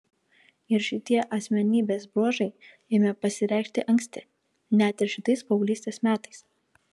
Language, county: Lithuanian, Kaunas